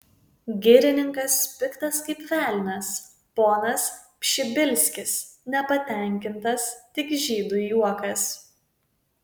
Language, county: Lithuanian, Vilnius